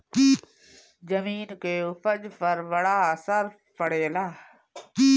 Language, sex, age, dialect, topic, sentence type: Bhojpuri, female, 31-35, Northern, agriculture, statement